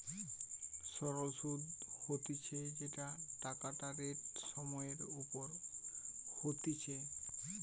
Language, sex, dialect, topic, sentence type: Bengali, male, Western, banking, statement